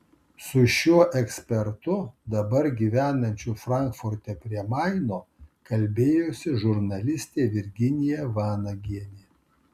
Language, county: Lithuanian, Kaunas